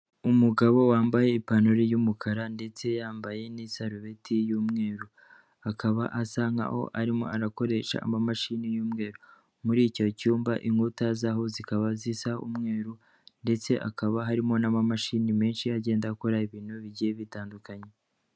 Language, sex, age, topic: Kinyarwanda, female, 18-24, government